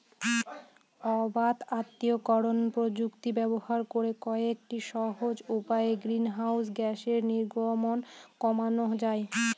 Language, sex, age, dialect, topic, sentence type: Bengali, female, 25-30, Northern/Varendri, agriculture, statement